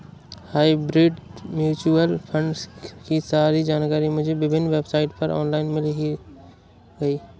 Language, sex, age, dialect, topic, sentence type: Hindi, male, 18-24, Awadhi Bundeli, banking, statement